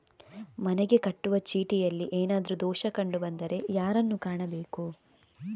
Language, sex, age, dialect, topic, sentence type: Kannada, female, 46-50, Coastal/Dakshin, banking, question